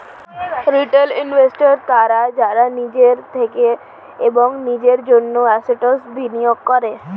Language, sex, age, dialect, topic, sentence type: Bengali, female, 18-24, Standard Colloquial, banking, statement